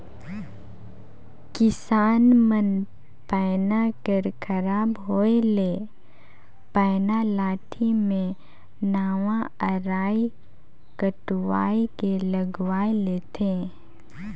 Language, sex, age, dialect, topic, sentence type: Chhattisgarhi, female, 18-24, Northern/Bhandar, agriculture, statement